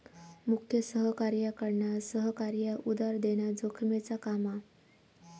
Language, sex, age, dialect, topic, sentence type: Marathi, female, 18-24, Southern Konkan, banking, statement